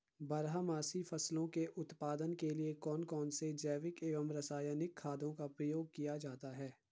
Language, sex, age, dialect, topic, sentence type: Hindi, male, 51-55, Garhwali, agriculture, question